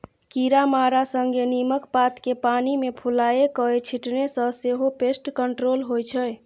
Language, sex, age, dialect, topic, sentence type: Maithili, female, 41-45, Bajjika, agriculture, statement